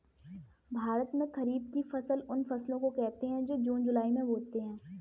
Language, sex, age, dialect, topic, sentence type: Hindi, female, 18-24, Kanauji Braj Bhasha, agriculture, statement